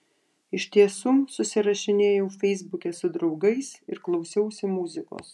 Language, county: Lithuanian, Panevėžys